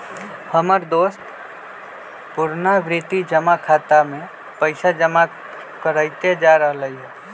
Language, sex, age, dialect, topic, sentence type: Magahi, male, 25-30, Western, banking, statement